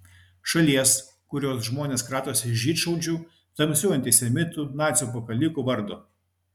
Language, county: Lithuanian, Klaipėda